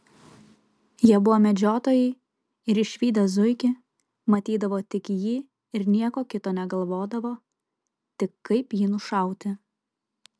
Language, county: Lithuanian, Kaunas